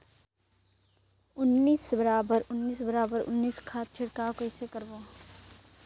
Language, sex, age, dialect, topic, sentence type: Chhattisgarhi, female, 25-30, Northern/Bhandar, agriculture, question